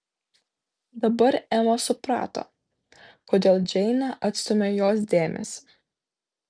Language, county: Lithuanian, Vilnius